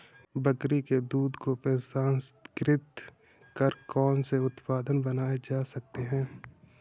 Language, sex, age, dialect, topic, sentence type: Hindi, male, 18-24, Awadhi Bundeli, agriculture, statement